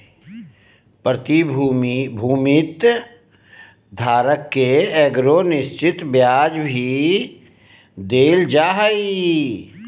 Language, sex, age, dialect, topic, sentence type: Magahi, male, 36-40, Southern, banking, statement